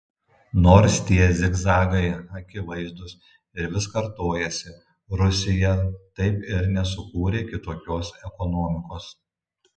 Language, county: Lithuanian, Tauragė